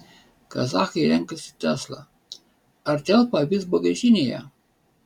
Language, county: Lithuanian, Vilnius